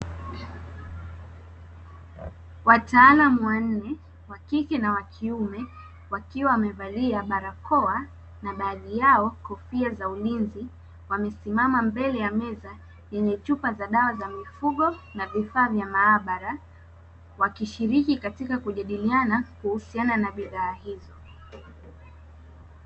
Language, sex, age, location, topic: Swahili, female, 18-24, Dar es Salaam, agriculture